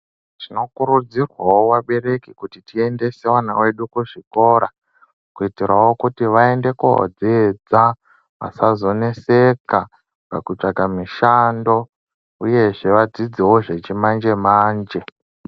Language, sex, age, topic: Ndau, male, 18-24, education